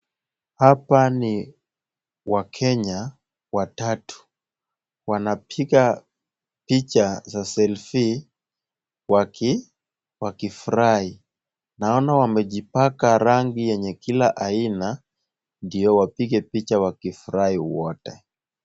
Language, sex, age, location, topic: Swahili, male, 18-24, Kisumu, government